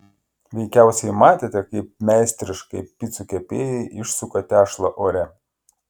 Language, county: Lithuanian, Klaipėda